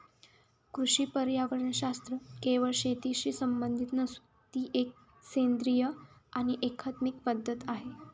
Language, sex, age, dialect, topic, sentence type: Marathi, female, 18-24, Northern Konkan, agriculture, statement